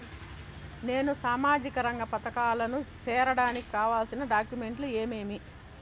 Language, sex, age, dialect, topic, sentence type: Telugu, female, 31-35, Southern, banking, question